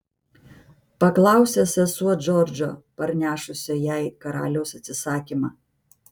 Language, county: Lithuanian, Vilnius